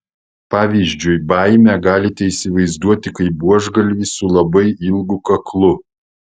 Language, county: Lithuanian, Vilnius